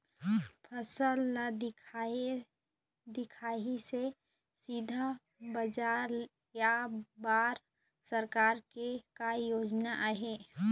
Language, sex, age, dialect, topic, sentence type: Chhattisgarhi, female, 25-30, Eastern, agriculture, question